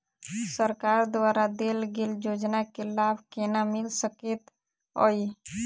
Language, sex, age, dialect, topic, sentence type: Maithili, female, 18-24, Southern/Standard, banking, question